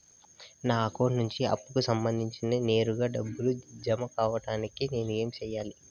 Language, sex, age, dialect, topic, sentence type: Telugu, male, 18-24, Southern, banking, question